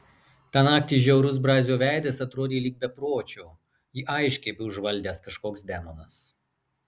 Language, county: Lithuanian, Marijampolė